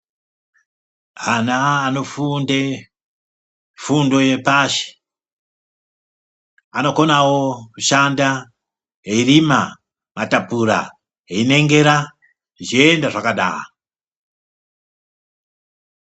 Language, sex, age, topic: Ndau, male, 50+, education